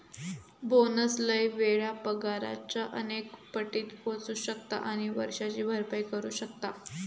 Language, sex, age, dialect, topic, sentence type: Marathi, female, 18-24, Southern Konkan, banking, statement